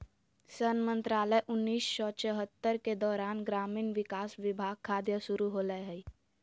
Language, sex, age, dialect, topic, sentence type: Magahi, female, 18-24, Southern, agriculture, statement